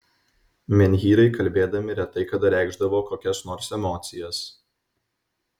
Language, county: Lithuanian, Vilnius